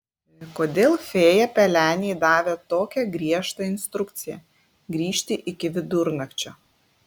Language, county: Lithuanian, Klaipėda